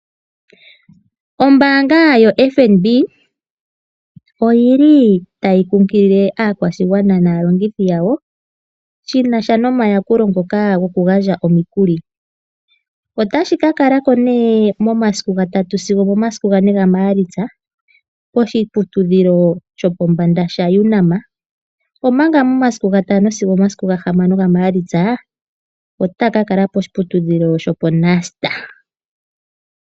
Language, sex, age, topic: Oshiwambo, female, 25-35, finance